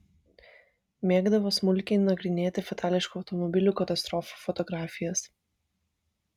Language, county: Lithuanian, Vilnius